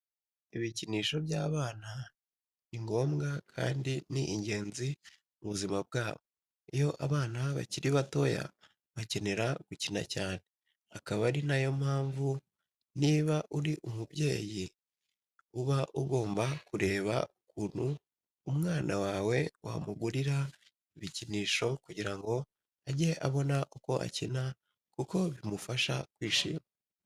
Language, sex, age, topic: Kinyarwanda, male, 18-24, education